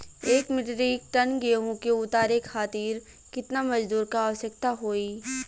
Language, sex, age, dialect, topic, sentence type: Bhojpuri, female, <18, Western, agriculture, question